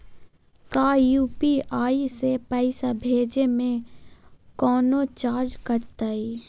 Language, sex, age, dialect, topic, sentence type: Magahi, female, 18-24, Southern, banking, question